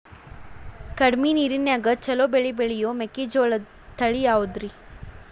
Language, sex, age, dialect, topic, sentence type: Kannada, female, 41-45, Dharwad Kannada, agriculture, question